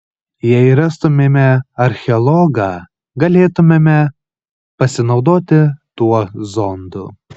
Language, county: Lithuanian, Kaunas